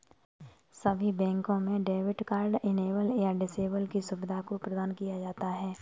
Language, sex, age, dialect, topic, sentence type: Hindi, female, 18-24, Kanauji Braj Bhasha, banking, statement